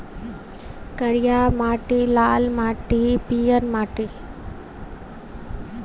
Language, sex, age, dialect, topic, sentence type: Maithili, female, 18-24, Bajjika, agriculture, statement